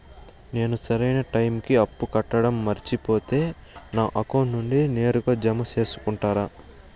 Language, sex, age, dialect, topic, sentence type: Telugu, male, 18-24, Southern, banking, question